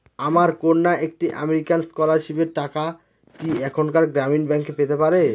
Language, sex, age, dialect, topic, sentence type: Bengali, male, 31-35, Northern/Varendri, banking, question